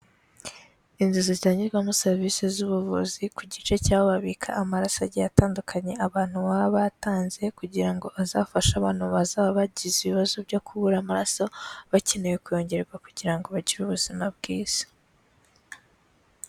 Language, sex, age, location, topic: Kinyarwanda, female, 18-24, Kigali, health